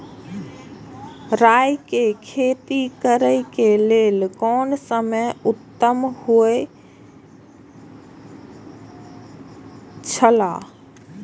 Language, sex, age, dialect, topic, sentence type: Maithili, female, 25-30, Eastern / Thethi, agriculture, question